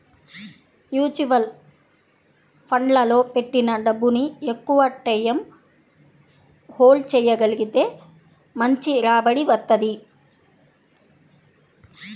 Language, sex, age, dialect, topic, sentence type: Telugu, female, 31-35, Central/Coastal, banking, statement